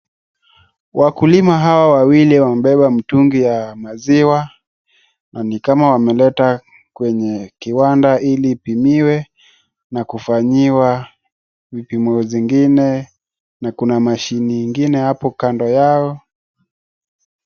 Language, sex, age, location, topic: Swahili, male, 18-24, Wajir, agriculture